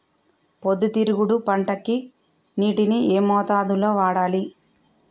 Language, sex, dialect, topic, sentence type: Telugu, female, Telangana, agriculture, question